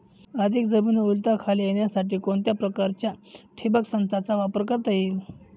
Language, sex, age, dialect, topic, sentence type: Marathi, male, 18-24, Northern Konkan, agriculture, question